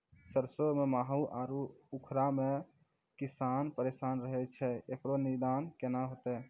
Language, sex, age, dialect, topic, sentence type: Maithili, male, 18-24, Angika, agriculture, question